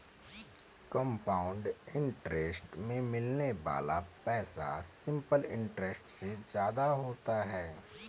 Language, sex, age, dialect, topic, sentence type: Hindi, male, 31-35, Kanauji Braj Bhasha, banking, statement